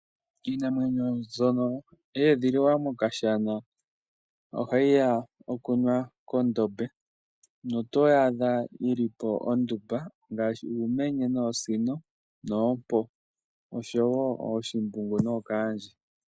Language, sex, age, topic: Oshiwambo, male, 18-24, agriculture